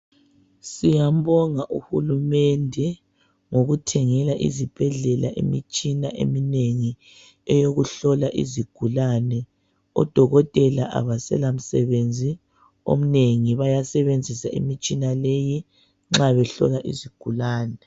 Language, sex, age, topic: North Ndebele, female, 36-49, health